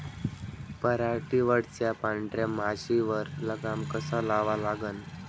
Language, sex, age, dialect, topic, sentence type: Marathi, male, 25-30, Varhadi, agriculture, question